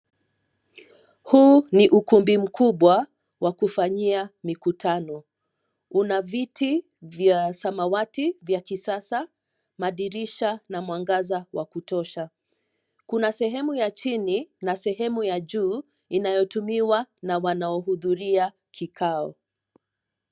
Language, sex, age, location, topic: Swahili, female, 18-24, Nairobi, education